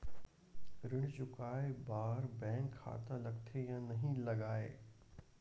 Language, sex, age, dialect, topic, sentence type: Chhattisgarhi, male, 60-100, Western/Budati/Khatahi, banking, question